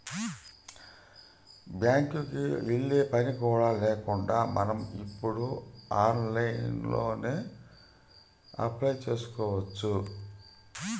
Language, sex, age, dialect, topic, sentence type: Telugu, male, 51-55, Central/Coastal, banking, statement